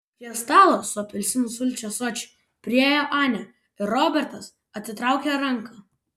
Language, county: Lithuanian, Vilnius